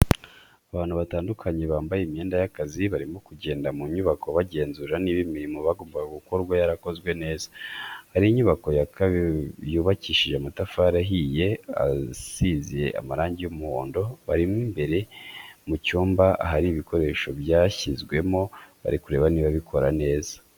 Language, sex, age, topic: Kinyarwanda, male, 25-35, education